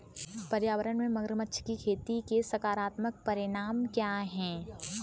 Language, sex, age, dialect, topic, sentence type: Hindi, female, 18-24, Kanauji Braj Bhasha, agriculture, statement